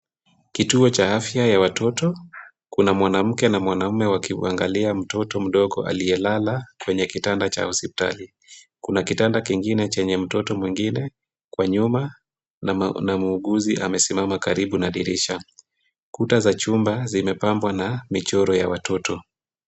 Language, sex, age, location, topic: Swahili, female, 18-24, Kisumu, health